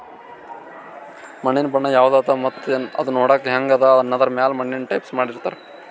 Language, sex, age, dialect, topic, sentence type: Kannada, male, 60-100, Northeastern, agriculture, statement